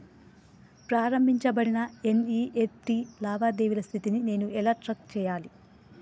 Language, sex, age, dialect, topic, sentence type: Telugu, female, 25-30, Telangana, banking, question